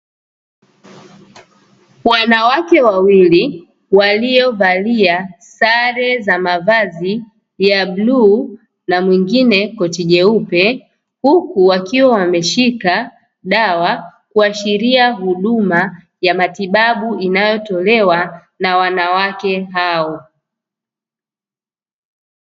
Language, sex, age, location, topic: Swahili, female, 25-35, Dar es Salaam, health